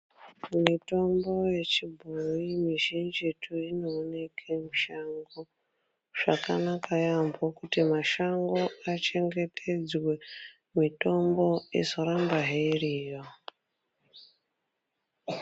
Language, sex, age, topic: Ndau, female, 25-35, health